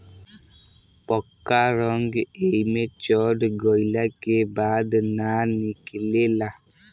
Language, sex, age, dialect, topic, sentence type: Bhojpuri, male, <18, Southern / Standard, agriculture, statement